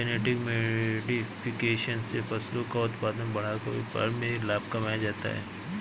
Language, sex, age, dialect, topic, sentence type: Hindi, male, 31-35, Awadhi Bundeli, agriculture, statement